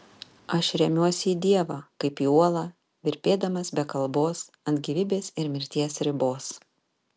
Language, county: Lithuanian, Panevėžys